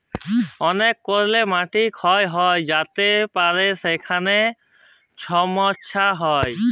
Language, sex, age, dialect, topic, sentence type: Bengali, male, 18-24, Jharkhandi, agriculture, statement